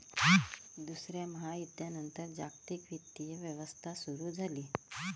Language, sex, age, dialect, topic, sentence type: Marathi, female, 36-40, Varhadi, banking, statement